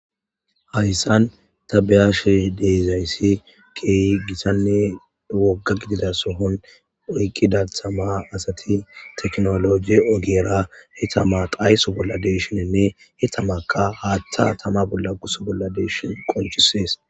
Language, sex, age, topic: Gamo, male, 25-35, government